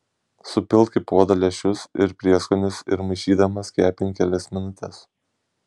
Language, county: Lithuanian, Šiauliai